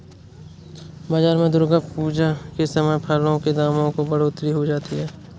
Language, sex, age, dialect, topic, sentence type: Hindi, male, 18-24, Awadhi Bundeli, agriculture, statement